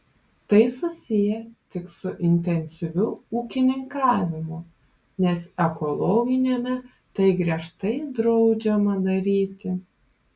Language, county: Lithuanian, Panevėžys